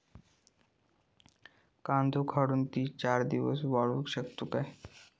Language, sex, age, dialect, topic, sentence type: Marathi, male, 18-24, Southern Konkan, agriculture, question